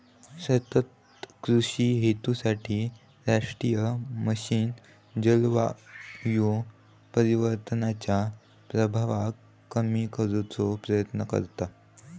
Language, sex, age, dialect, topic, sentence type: Marathi, male, 18-24, Southern Konkan, agriculture, statement